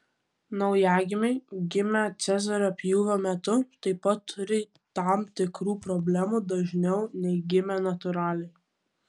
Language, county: Lithuanian, Kaunas